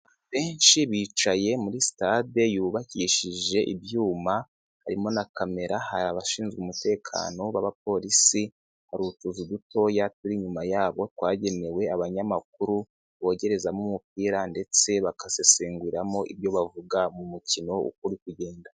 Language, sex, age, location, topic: Kinyarwanda, male, 18-24, Nyagatare, government